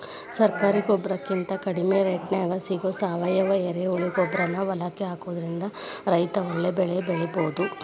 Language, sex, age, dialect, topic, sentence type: Kannada, female, 36-40, Dharwad Kannada, agriculture, statement